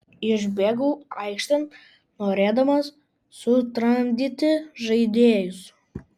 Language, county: Lithuanian, Kaunas